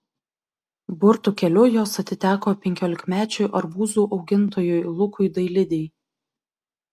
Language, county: Lithuanian, Vilnius